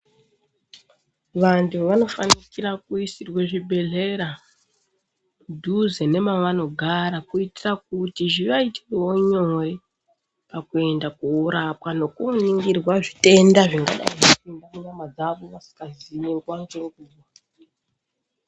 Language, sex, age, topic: Ndau, female, 25-35, health